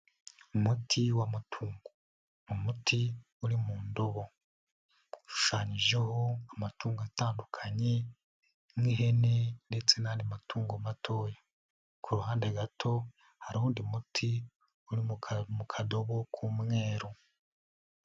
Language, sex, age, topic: Kinyarwanda, male, 18-24, agriculture